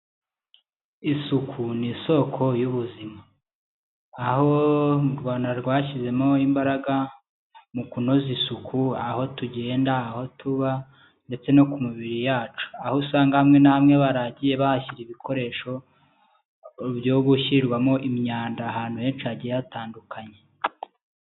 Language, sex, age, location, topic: Kinyarwanda, male, 25-35, Kigali, education